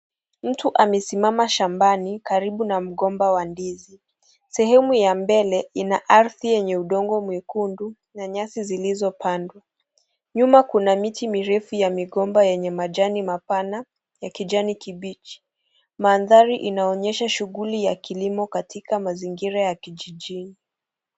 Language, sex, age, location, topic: Swahili, female, 25-35, Kisii, agriculture